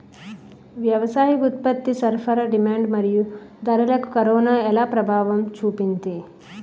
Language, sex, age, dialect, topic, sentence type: Telugu, female, 31-35, Utterandhra, agriculture, question